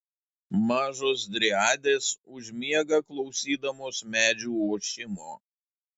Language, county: Lithuanian, Šiauliai